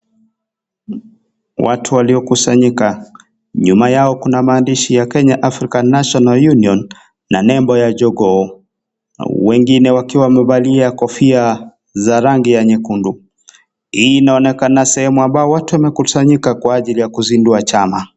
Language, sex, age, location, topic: Swahili, male, 25-35, Kisii, government